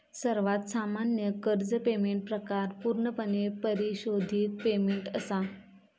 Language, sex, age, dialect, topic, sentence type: Marathi, female, 25-30, Southern Konkan, banking, statement